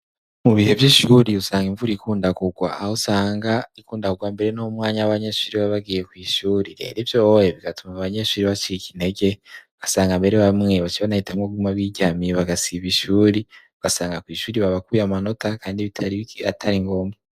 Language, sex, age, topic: Rundi, male, 18-24, education